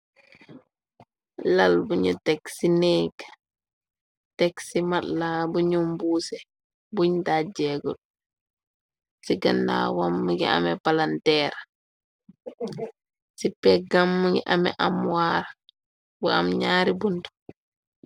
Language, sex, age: Wolof, female, 18-24